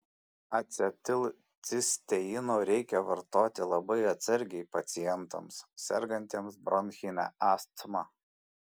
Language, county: Lithuanian, Šiauliai